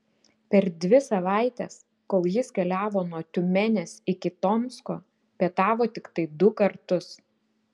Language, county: Lithuanian, Klaipėda